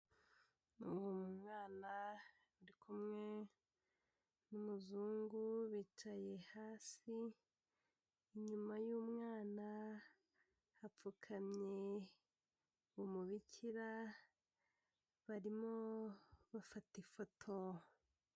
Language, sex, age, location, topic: Kinyarwanda, female, 18-24, Kigali, health